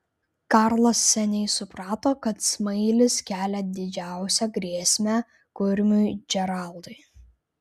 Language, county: Lithuanian, Klaipėda